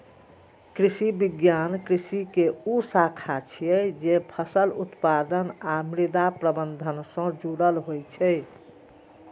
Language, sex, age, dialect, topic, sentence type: Maithili, female, 36-40, Eastern / Thethi, agriculture, statement